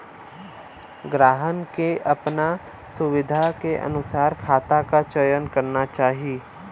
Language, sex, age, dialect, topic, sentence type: Bhojpuri, male, 18-24, Western, banking, statement